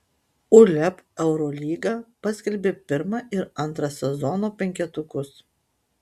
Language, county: Lithuanian, Utena